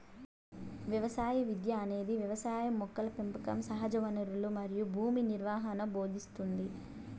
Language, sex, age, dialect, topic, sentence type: Telugu, female, 18-24, Southern, agriculture, statement